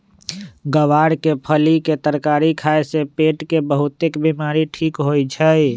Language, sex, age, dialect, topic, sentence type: Magahi, male, 25-30, Western, agriculture, statement